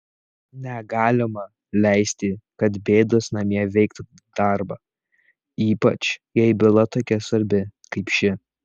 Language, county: Lithuanian, Šiauliai